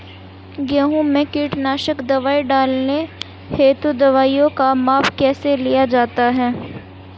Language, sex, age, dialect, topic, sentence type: Hindi, female, 18-24, Hindustani Malvi Khadi Boli, agriculture, question